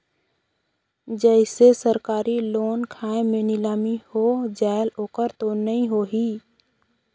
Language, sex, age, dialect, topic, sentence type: Chhattisgarhi, female, 18-24, Northern/Bhandar, banking, question